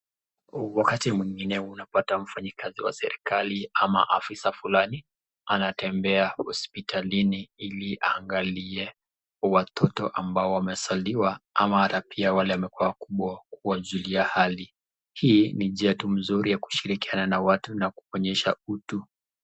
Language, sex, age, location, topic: Swahili, male, 25-35, Nakuru, health